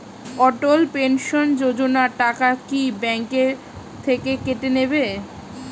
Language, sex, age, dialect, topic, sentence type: Bengali, female, 25-30, Standard Colloquial, banking, question